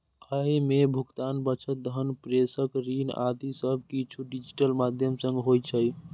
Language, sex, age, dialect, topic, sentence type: Maithili, male, 18-24, Eastern / Thethi, banking, statement